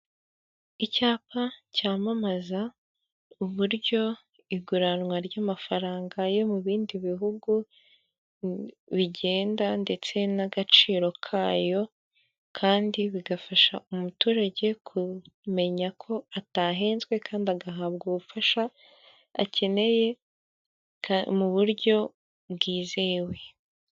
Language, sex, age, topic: Kinyarwanda, female, 18-24, finance